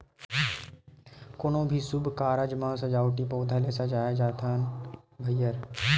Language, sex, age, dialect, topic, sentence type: Chhattisgarhi, male, 18-24, Western/Budati/Khatahi, agriculture, statement